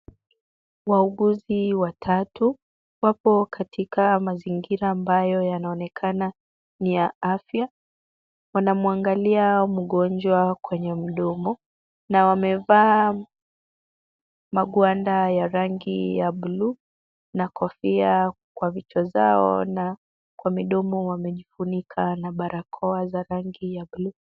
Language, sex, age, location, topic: Swahili, female, 25-35, Kisumu, health